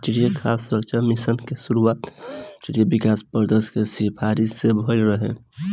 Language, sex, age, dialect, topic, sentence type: Bhojpuri, female, 18-24, Northern, agriculture, statement